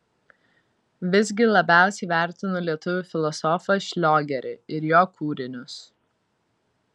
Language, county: Lithuanian, Vilnius